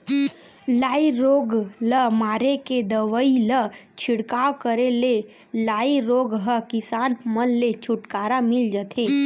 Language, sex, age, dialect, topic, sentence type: Chhattisgarhi, female, 18-24, Western/Budati/Khatahi, agriculture, statement